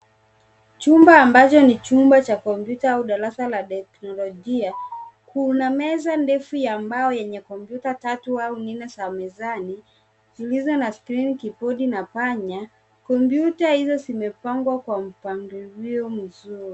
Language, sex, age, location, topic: Swahili, female, 25-35, Nairobi, education